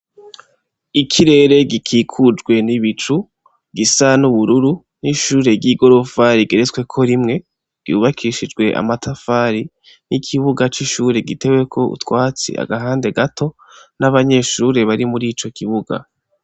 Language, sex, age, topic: Rundi, female, 18-24, education